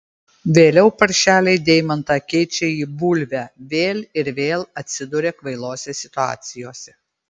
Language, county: Lithuanian, Marijampolė